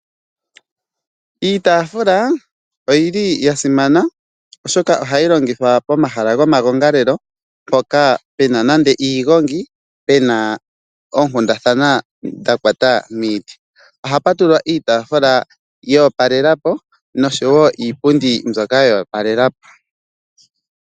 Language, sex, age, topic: Oshiwambo, male, 25-35, finance